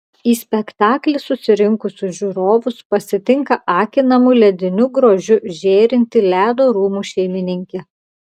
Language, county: Lithuanian, Klaipėda